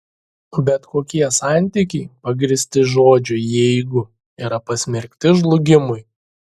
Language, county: Lithuanian, Šiauliai